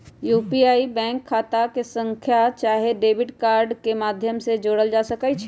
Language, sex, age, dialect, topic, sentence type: Magahi, female, 25-30, Western, banking, statement